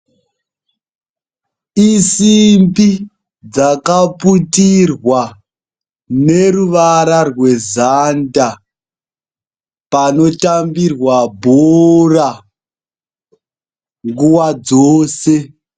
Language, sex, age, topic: Ndau, male, 18-24, education